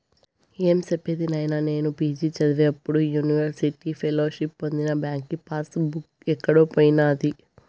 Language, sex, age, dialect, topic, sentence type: Telugu, male, 25-30, Southern, banking, statement